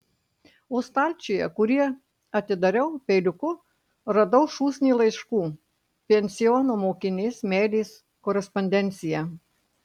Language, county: Lithuanian, Marijampolė